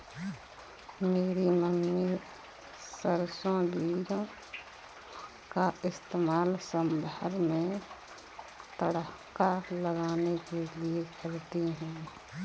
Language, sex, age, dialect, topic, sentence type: Hindi, female, 25-30, Kanauji Braj Bhasha, agriculture, statement